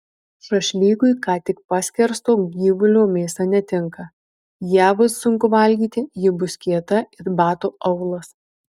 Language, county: Lithuanian, Marijampolė